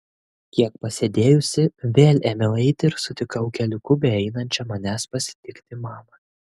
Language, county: Lithuanian, Kaunas